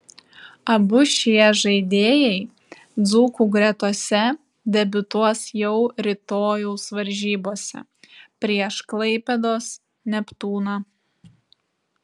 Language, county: Lithuanian, Vilnius